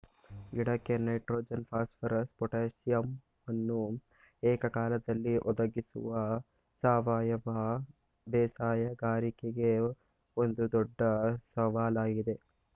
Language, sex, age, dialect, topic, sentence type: Kannada, male, 18-24, Mysore Kannada, agriculture, statement